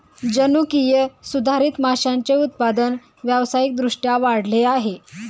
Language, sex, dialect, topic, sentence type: Marathi, female, Standard Marathi, agriculture, statement